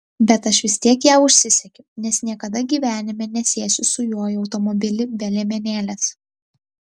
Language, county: Lithuanian, Tauragė